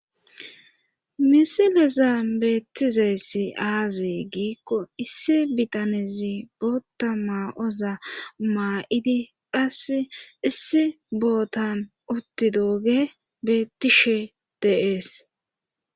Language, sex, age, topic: Gamo, female, 25-35, government